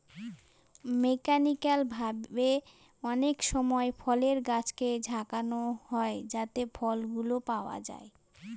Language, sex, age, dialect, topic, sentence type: Bengali, female, 31-35, Northern/Varendri, agriculture, statement